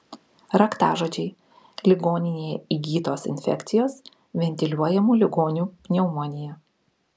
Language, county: Lithuanian, Kaunas